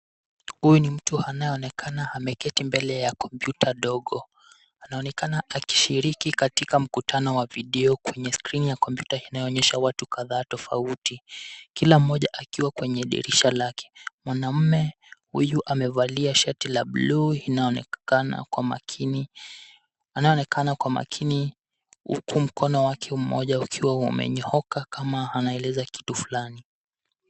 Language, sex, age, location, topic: Swahili, male, 18-24, Nairobi, education